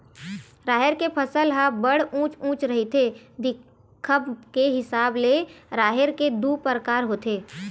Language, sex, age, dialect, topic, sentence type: Chhattisgarhi, female, 25-30, Western/Budati/Khatahi, agriculture, statement